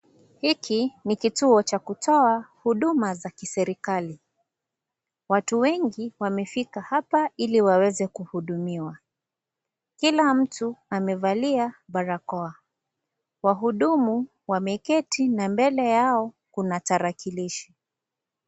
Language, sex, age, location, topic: Swahili, female, 25-35, Kisii, government